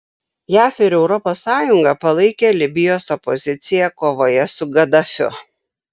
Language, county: Lithuanian, Šiauliai